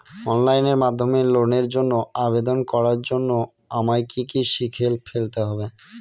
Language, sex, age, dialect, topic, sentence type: Bengali, male, 25-30, Northern/Varendri, banking, question